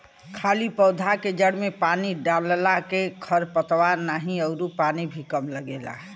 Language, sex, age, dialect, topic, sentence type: Bhojpuri, female, 60-100, Western, agriculture, statement